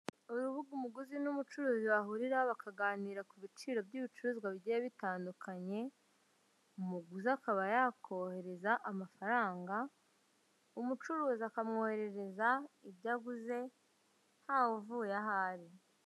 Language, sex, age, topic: Kinyarwanda, female, 25-35, finance